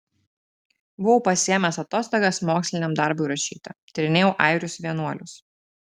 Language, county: Lithuanian, Telšiai